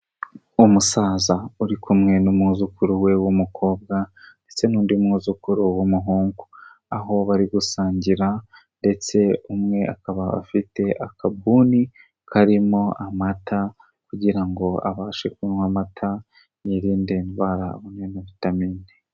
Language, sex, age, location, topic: Kinyarwanda, male, 18-24, Kigali, health